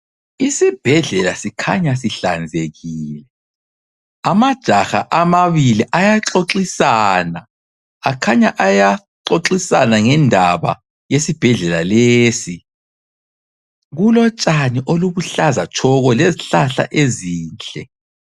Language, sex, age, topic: North Ndebele, male, 25-35, health